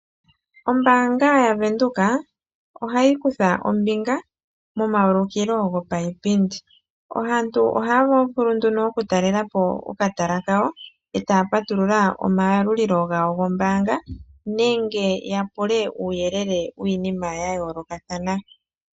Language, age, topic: Oshiwambo, 36-49, finance